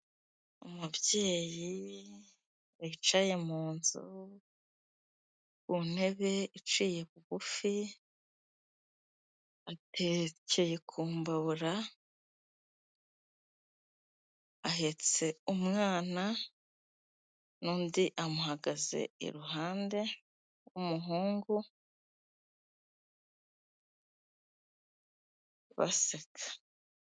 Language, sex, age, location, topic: Kinyarwanda, female, 25-35, Kigali, health